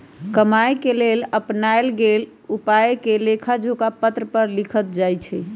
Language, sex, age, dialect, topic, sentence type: Magahi, female, 18-24, Western, banking, statement